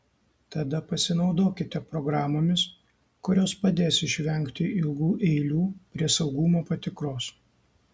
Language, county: Lithuanian, Kaunas